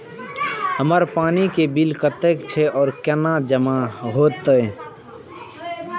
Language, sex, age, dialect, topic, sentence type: Maithili, male, 18-24, Eastern / Thethi, banking, question